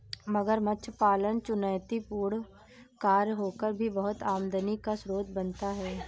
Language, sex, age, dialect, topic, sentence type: Hindi, female, 18-24, Awadhi Bundeli, agriculture, statement